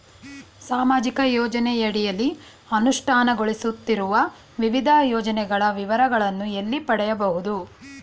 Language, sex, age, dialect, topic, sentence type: Kannada, female, 41-45, Mysore Kannada, banking, question